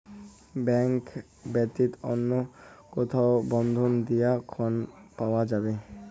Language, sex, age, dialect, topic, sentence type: Bengali, male, 18-24, Rajbangshi, banking, question